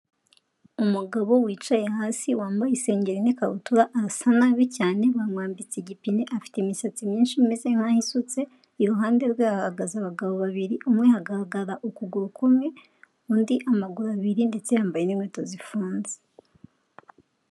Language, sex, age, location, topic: Kinyarwanda, female, 18-24, Kigali, health